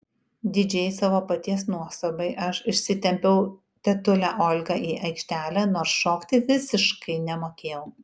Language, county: Lithuanian, Kaunas